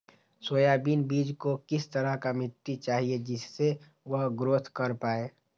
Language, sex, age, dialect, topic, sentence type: Magahi, male, 25-30, Western, agriculture, question